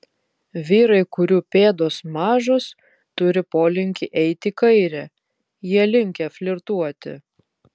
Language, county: Lithuanian, Vilnius